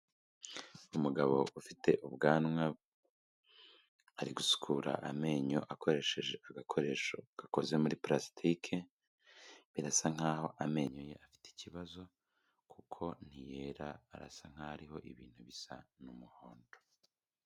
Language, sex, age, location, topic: Kinyarwanda, male, 25-35, Kigali, health